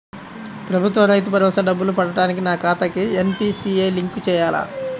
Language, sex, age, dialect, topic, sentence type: Telugu, male, 25-30, Central/Coastal, banking, question